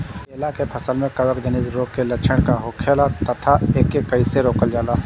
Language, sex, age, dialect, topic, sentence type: Bhojpuri, male, 25-30, Northern, agriculture, question